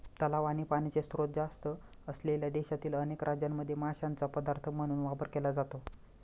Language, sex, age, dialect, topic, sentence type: Marathi, male, 25-30, Standard Marathi, agriculture, statement